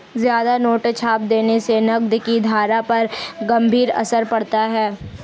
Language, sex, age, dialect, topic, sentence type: Hindi, female, 18-24, Marwari Dhudhari, banking, statement